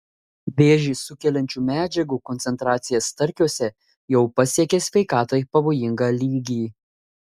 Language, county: Lithuanian, Telšiai